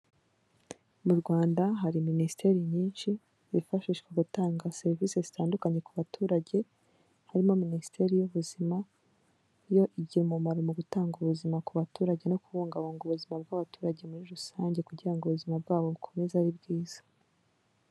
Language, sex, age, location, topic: Kinyarwanda, female, 18-24, Kigali, health